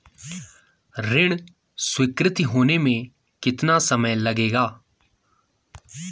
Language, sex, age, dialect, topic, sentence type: Hindi, male, 18-24, Garhwali, banking, question